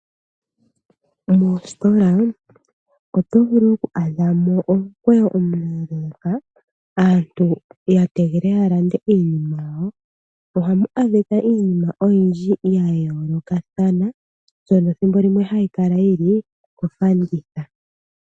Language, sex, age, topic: Oshiwambo, male, 25-35, finance